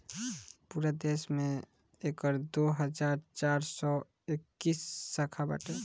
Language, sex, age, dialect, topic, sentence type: Bhojpuri, male, 18-24, Northern, banking, statement